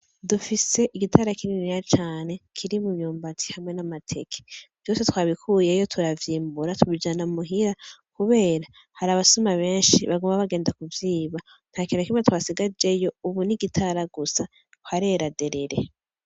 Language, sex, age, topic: Rundi, female, 18-24, agriculture